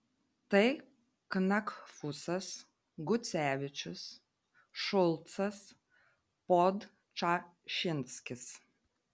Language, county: Lithuanian, Telšiai